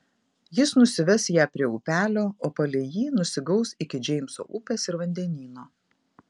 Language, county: Lithuanian, Vilnius